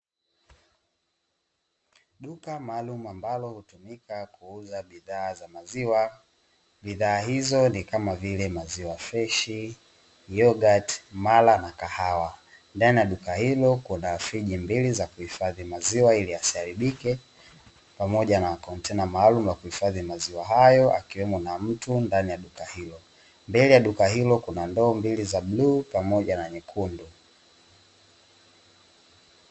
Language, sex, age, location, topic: Swahili, male, 18-24, Dar es Salaam, finance